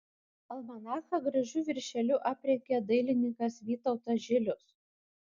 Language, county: Lithuanian, Kaunas